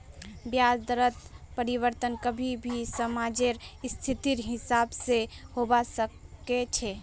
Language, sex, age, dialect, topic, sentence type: Magahi, female, 18-24, Northeastern/Surjapuri, banking, statement